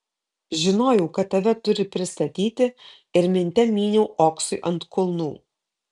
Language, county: Lithuanian, Kaunas